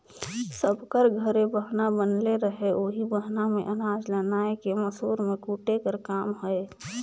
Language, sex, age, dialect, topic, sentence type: Chhattisgarhi, female, 18-24, Northern/Bhandar, agriculture, statement